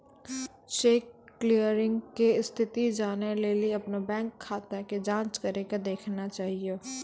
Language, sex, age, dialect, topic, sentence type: Maithili, female, 18-24, Angika, banking, statement